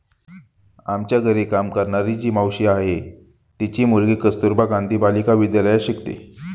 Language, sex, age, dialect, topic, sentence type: Marathi, male, 25-30, Standard Marathi, banking, statement